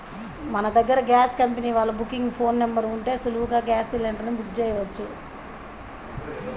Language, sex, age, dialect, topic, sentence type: Telugu, male, 51-55, Central/Coastal, banking, statement